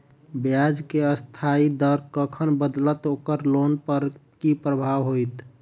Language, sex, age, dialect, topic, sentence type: Maithili, male, 41-45, Southern/Standard, banking, question